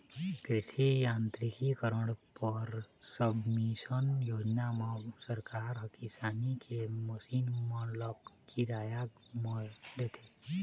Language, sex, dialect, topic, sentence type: Chhattisgarhi, male, Eastern, agriculture, statement